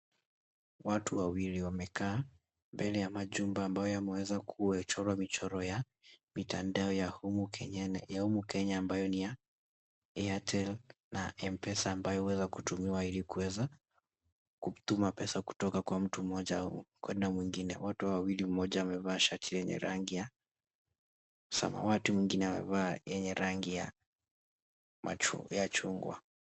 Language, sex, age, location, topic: Swahili, male, 18-24, Kisii, finance